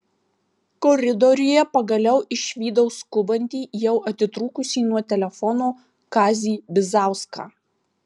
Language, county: Lithuanian, Marijampolė